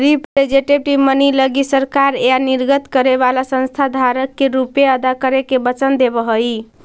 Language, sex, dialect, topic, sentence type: Magahi, female, Central/Standard, banking, statement